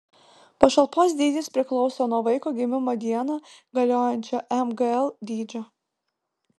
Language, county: Lithuanian, Vilnius